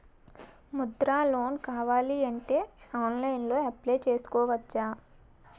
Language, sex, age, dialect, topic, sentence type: Telugu, female, 18-24, Utterandhra, banking, question